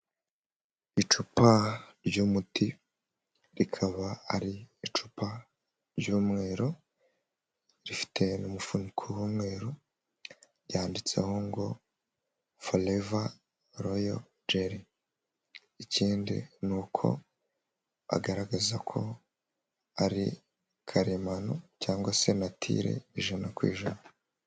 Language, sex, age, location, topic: Kinyarwanda, male, 18-24, Huye, health